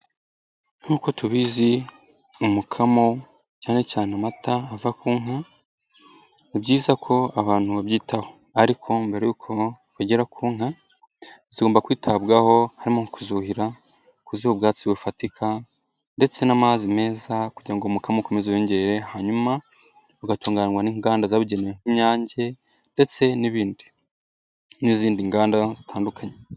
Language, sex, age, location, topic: Kinyarwanda, male, 18-24, Nyagatare, agriculture